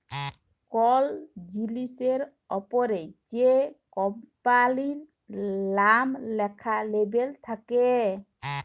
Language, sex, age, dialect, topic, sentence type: Bengali, female, 18-24, Jharkhandi, banking, statement